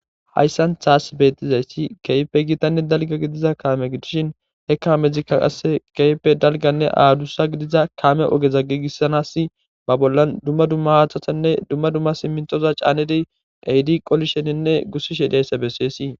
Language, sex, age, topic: Gamo, male, 18-24, government